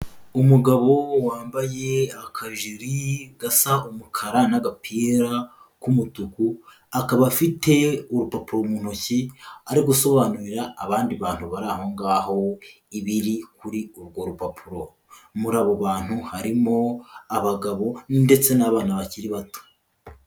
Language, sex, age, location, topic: Kinyarwanda, male, 25-35, Kigali, health